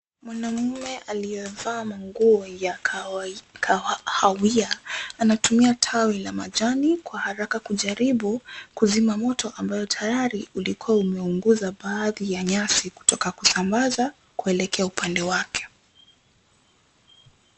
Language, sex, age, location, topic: Swahili, female, 18-24, Nairobi, health